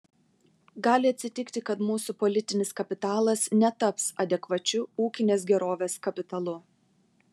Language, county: Lithuanian, Vilnius